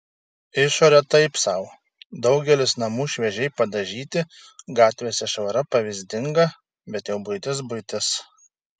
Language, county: Lithuanian, Šiauliai